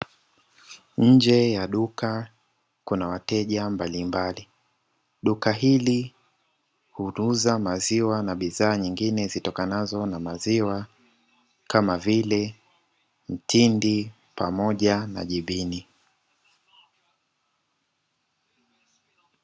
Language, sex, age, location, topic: Swahili, male, 25-35, Dar es Salaam, finance